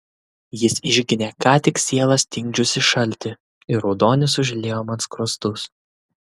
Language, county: Lithuanian, Kaunas